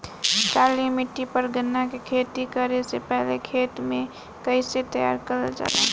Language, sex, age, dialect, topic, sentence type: Bhojpuri, female, 18-24, Southern / Standard, agriculture, question